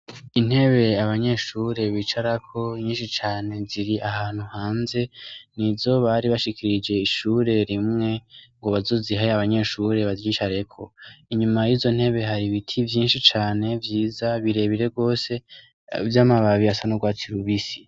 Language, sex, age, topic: Rundi, male, 18-24, education